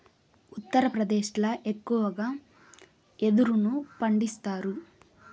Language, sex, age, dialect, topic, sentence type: Telugu, female, 18-24, Southern, agriculture, statement